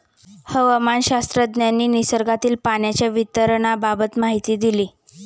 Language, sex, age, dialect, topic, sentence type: Marathi, female, 18-24, Standard Marathi, agriculture, statement